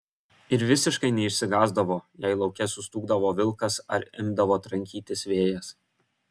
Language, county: Lithuanian, Kaunas